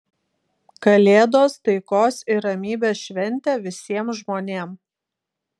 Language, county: Lithuanian, Klaipėda